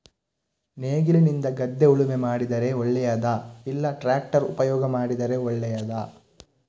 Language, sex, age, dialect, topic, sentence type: Kannada, male, 18-24, Coastal/Dakshin, agriculture, question